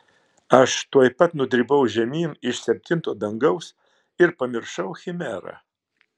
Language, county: Lithuanian, Klaipėda